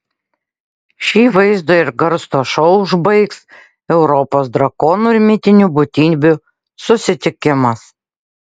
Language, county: Lithuanian, Kaunas